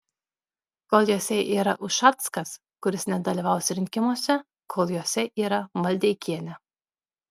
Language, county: Lithuanian, Klaipėda